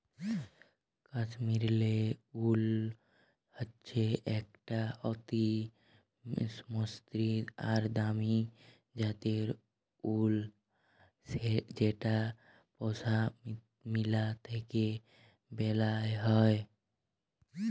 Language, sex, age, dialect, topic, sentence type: Bengali, male, 18-24, Jharkhandi, agriculture, statement